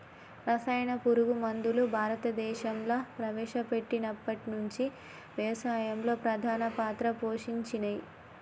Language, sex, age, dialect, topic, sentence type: Telugu, female, 25-30, Telangana, agriculture, statement